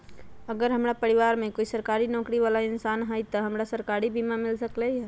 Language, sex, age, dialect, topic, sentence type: Magahi, female, 31-35, Western, agriculture, question